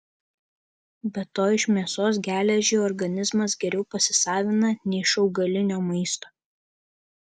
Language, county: Lithuanian, Kaunas